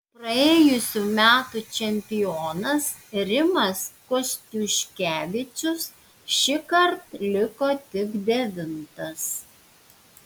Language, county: Lithuanian, Panevėžys